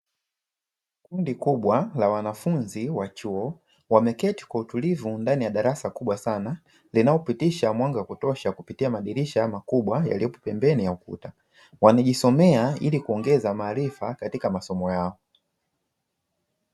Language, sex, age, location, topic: Swahili, male, 25-35, Dar es Salaam, education